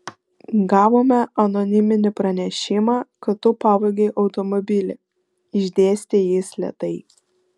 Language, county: Lithuanian, Vilnius